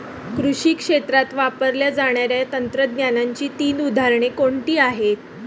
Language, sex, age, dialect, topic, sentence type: Marathi, female, 31-35, Standard Marathi, agriculture, question